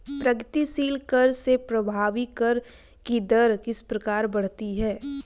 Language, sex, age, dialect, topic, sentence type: Hindi, female, 25-30, Hindustani Malvi Khadi Boli, banking, statement